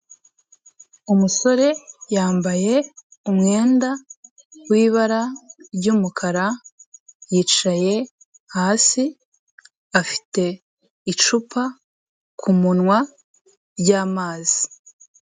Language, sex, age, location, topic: Kinyarwanda, female, 18-24, Kigali, health